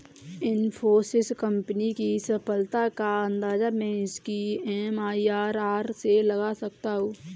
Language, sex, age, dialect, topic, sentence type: Hindi, female, 18-24, Kanauji Braj Bhasha, banking, statement